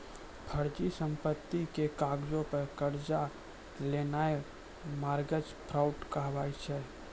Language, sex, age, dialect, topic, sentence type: Maithili, male, 41-45, Angika, banking, statement